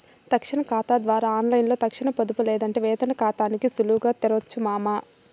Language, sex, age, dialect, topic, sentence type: Telugu, female, 51-55, Southern, banking, statement